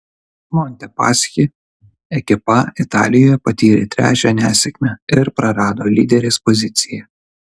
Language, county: Lithuanian, Kaunas